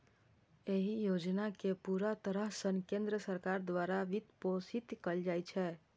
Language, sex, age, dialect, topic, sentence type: Maithili, female, 25-30, Eastern / Thethi, agriculture, statement